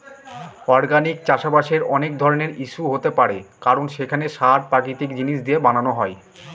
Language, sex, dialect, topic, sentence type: Bengali, male, Northern/Varendri, agriculture, statement